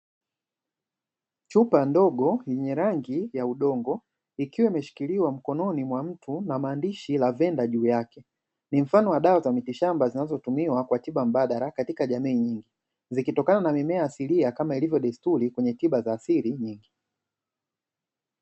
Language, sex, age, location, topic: Swahili, male, 25-35, Dar es Salaam, health